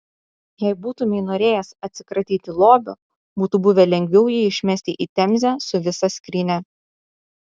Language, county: Lithuanian, Utena